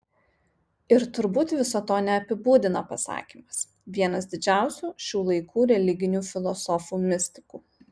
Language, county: Lithuanian, Marijampolė